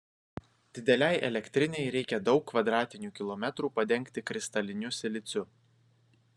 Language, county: Lithuanian, Vilnius